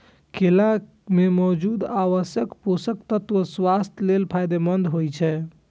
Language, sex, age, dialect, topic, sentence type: Maithili, female, 18-24, Eastern / Thethi, agriculture, statement